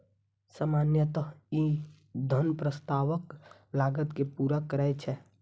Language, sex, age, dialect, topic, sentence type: Maithili, male, 25-30, Eastern / Thethi, banking, statement